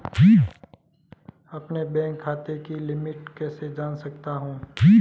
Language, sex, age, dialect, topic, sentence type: Hindi, male, 25-30, Marwari Dhudhari, banking, question